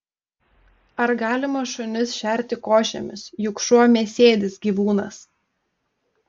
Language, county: Lithuanian, Telšiai